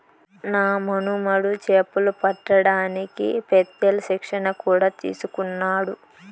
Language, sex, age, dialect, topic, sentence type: Telugu, female, 18-24, Southern, agriculture, statement